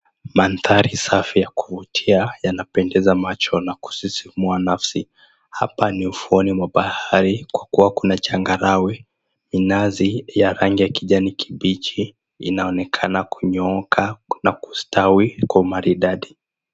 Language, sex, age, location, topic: Swahili, male, 18-24, Mombasa, agriculture